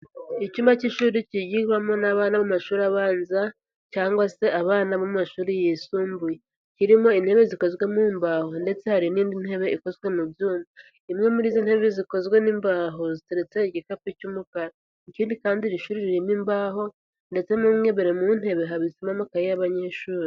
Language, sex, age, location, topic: Kinyarwanda, female, 18-24, Huye, education